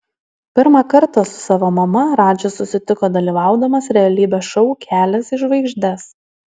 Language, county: Lithuanian, Alytus